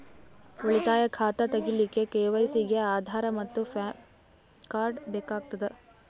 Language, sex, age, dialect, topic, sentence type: Kannada, female, 18-24, Northeastern, banking, statement